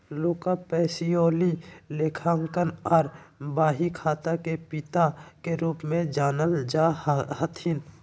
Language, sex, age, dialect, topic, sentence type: Magahi, male, 25-30, Southern, banking, statement